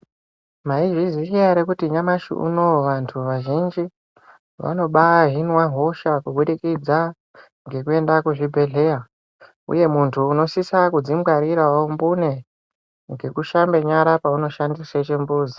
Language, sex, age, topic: Ndau, male, 25-35, health